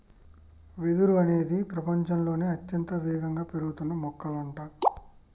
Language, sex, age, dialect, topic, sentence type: Telugu, male, 25-30, Telangana, agriculture, statement